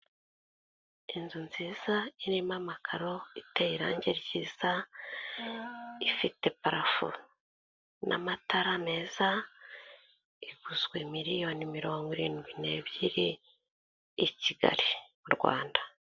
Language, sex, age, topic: Kinyarwanda, female, 25-35, finance